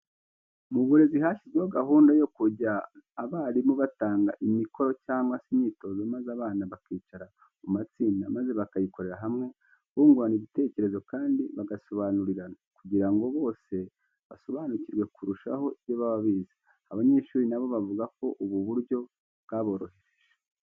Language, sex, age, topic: Kinyarwanda, male, 25-35, education